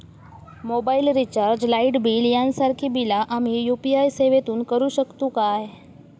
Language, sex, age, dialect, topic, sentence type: Marathi, male, 18-24, Southern Konkan, banking, question